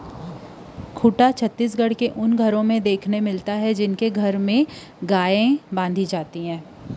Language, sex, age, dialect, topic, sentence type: Chhattisgarhi, female, 25-30, Western/Budati/Khatahi, agriculture, statement